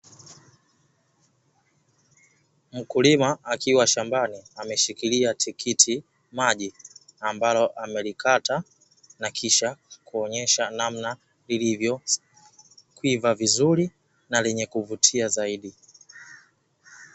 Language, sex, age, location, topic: Swahili, male, 18-24, Dar es Salaam, agriculture